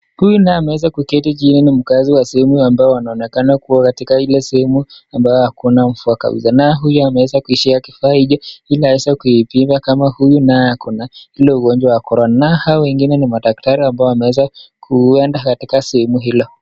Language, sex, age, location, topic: Swahili, male, 25-35, Nakuru, health